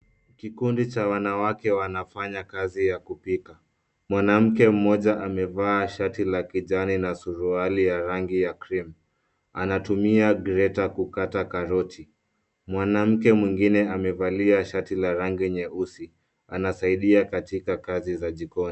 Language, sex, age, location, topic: Swahili, male, 25-35, Nairobi, education